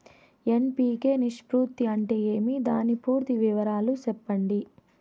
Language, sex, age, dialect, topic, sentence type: Telugu, female, 18-24, Southern, agriculture, question